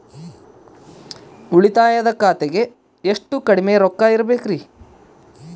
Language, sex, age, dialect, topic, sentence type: Kannada, male, 31-35, Central, banking, question